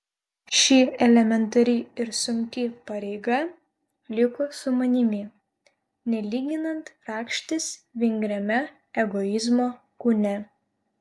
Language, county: Lithuanian, Vilnius